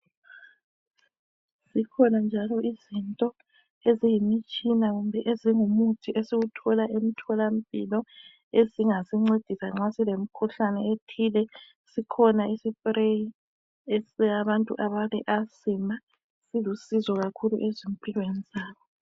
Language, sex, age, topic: North Ndebele, female, 25-35, health